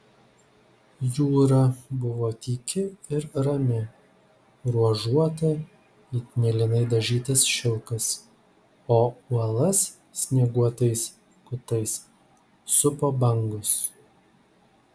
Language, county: Lithuanian, Vilnius